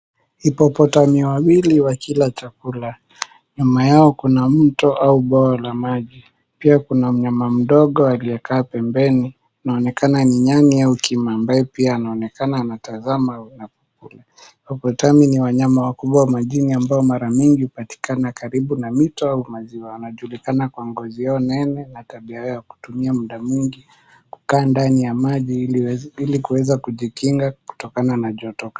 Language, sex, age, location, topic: Swahili, male, 18-24, Mombasa, agriculture